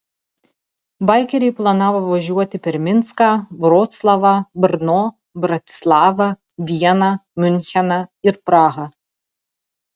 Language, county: Lithuanian, Telšiai